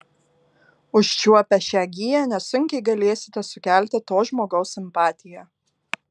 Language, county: Lithuanian, Alytus